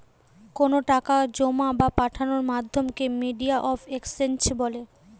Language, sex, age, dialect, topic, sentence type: Bengali, female, 18-24, Western, banking, statement